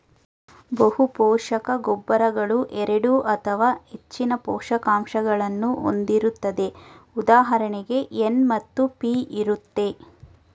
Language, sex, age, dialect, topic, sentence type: Kannada, female, 25-30, Mysore Kannada, agriculture, statement